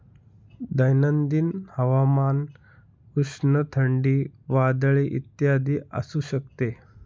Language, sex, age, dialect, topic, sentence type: Marathi, male, 31-35, Northern Konkan, agriculture, statement